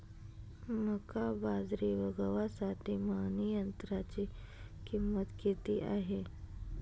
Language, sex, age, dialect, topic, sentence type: Marathi, female, 18-24, Northern Konkan, agriculture, question